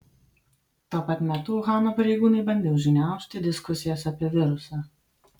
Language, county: Lithuanian, Vilnius